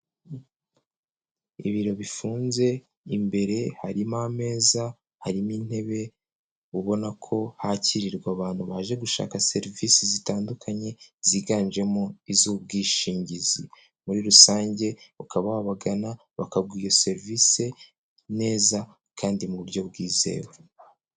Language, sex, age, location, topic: Kinyarwanda, male, 25-35, Kigali, finance